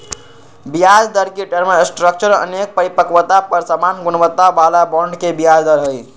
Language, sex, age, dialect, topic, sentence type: Magahi, male, 56-60, Western, banking, statement